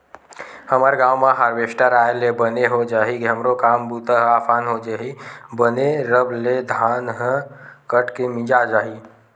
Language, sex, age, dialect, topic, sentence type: Chhattisgarhi, male, 18-24, Western/Budati/Khatahi, agriculture, statement